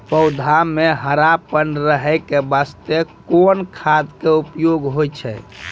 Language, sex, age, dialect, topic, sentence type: Maithili, male, 25-30, Angika, agriculture, question